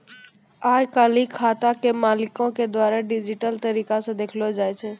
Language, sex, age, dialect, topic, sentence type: Maithili, female, 18-24, Angika, banking, statement